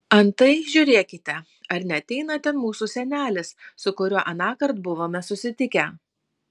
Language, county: Lithuanian, Vilnius